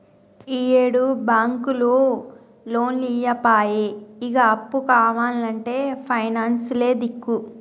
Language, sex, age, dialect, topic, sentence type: Telugu, male, 41-45, Telangana, banking, statement